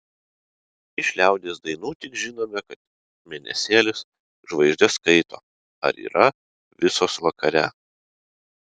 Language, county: Lithuanian, Utena